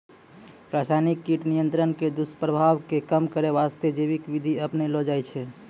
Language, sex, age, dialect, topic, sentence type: Maithili, male, 25-30, Angika, agriculture, statement